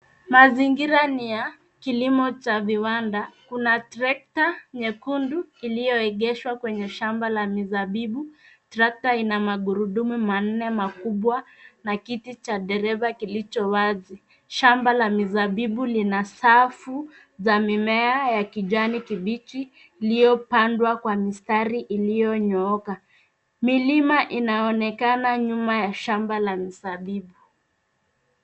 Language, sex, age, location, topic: Swahili, female, 25-35, Nairobi, agriculture